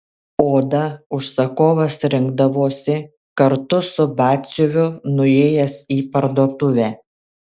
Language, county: Lithuanian, Kaunas